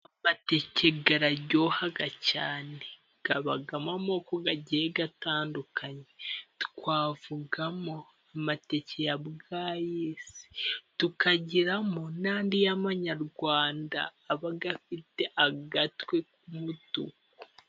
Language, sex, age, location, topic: Kinyarwanda, female, 18-24, Musanze, agriculture